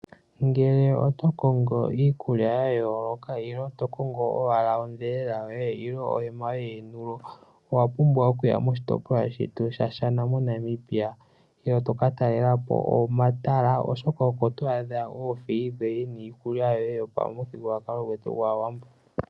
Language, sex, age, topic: Oshiwambo, male, 18-24, finance